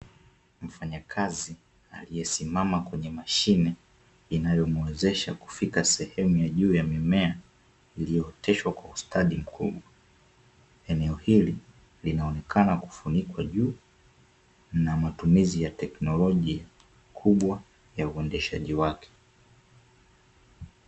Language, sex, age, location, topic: Swahili, male, 25-35, Dar es Salaam, agriculture